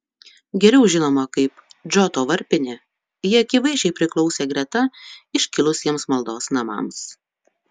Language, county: Lithuanian, Utena